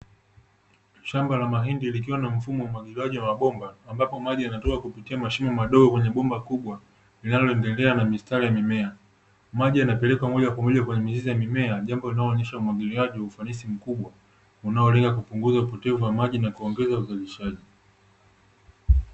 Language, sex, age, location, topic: Swahili, male, 25-35, Dar es Salaam, agriculture